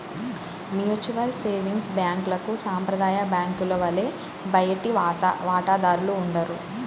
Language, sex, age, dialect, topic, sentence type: Telugu, female, 18-24, Central/Coastal, banking, statement